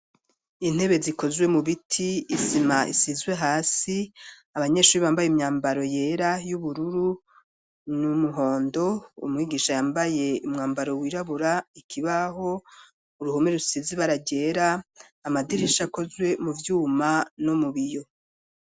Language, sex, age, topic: Rundi, female, 36-49, education